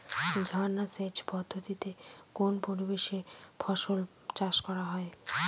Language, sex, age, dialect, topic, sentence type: Bengali, female, 25-30, Northern/Varendri, agriculture, question